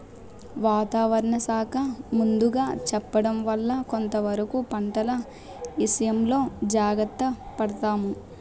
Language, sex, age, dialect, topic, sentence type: Telugu, female, 60-100, Utterandhra, agriculture, statement